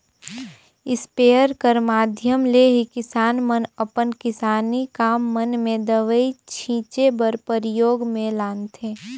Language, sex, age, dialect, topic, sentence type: Chhattisgarhi, female, 18-24, Northern/Bhandar, agriculture, statement